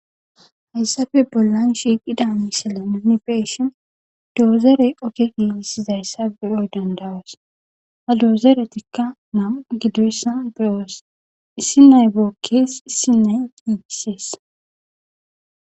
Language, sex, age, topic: Gamo, female, 18-24, government